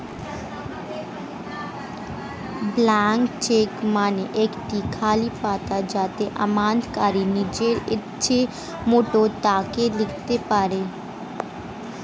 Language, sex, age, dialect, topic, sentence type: Bengali, female, 18-24, Standard Colloquial, banking, statement